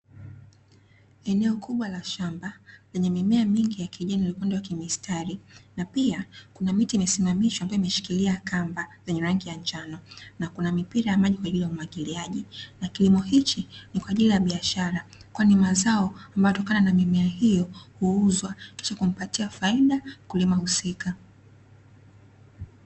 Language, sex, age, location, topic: Swahili, female, 25-35, Dar es Salaam, agriculture